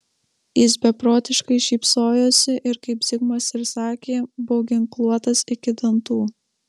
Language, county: Lithuanian, Marijampolė